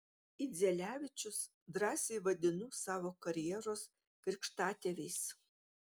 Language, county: Lithuanian, Utena